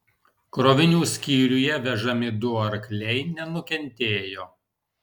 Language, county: Lithuanian, Alytus